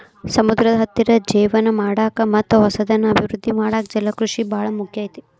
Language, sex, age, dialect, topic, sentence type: Kannada, female, 25-30, Dharwad Kannada, agriculture, statement